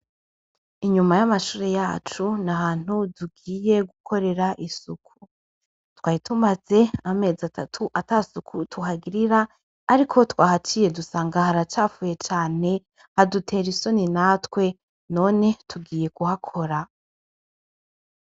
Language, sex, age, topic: Rundi, female, 25-35, education